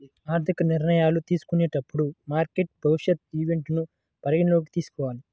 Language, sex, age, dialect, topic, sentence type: Telugu, male, 25-30, Central/Coastal, banking, statement